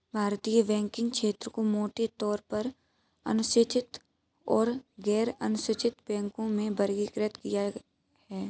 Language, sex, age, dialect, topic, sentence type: Hindi, male, 18-24, Kanauji Braj Bhasha, banking, statement